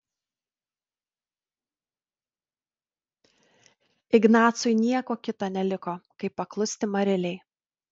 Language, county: Lithuanian, Vilnius